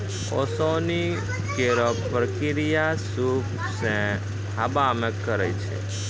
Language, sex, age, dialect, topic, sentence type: Maithili, male, 31-35, Angika, agriculture, statement